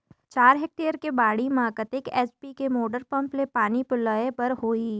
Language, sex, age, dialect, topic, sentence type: Chhattisgarhi, female, 31-35, Northern/Bhandar, agriculture, question